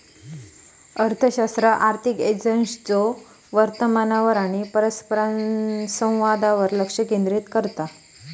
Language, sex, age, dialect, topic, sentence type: Marathi, female, 56-60, Southern Konkan, banking, statement